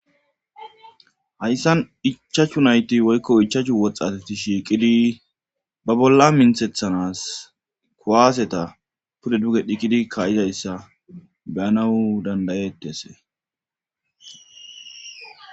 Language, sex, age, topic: Gamo, male, 25-35, government